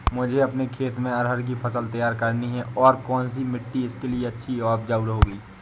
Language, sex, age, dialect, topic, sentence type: Hindi, male, 18-24, Awadhi Bundeli, agriculture, question